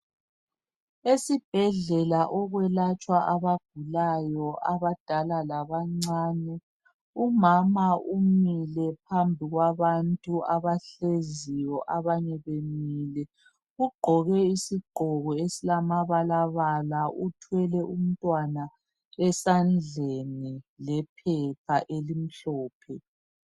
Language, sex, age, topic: North Ndebele, female, 36-49, health